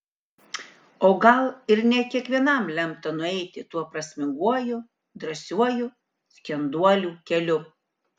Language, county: Lithuanian, Kaunas